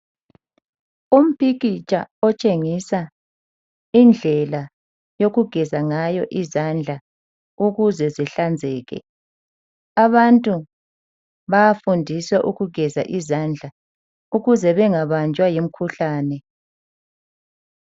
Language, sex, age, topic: North Ndebele, male, 50+, health